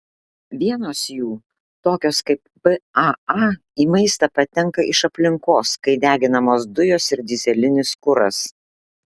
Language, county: Lithuanian, Klaipėda